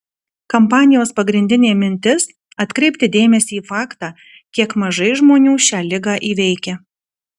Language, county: Lithuanian, Kaunas